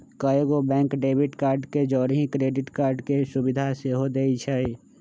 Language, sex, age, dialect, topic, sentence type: Magahi, male, 25-30, Western, banking, statement